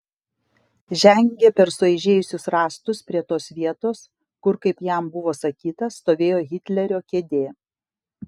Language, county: Lithuanian, Kaunas